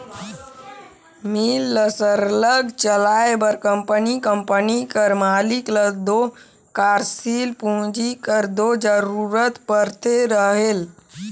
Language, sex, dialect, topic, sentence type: Chhattisgarhi, male, Northern/Bhandar, banking, statement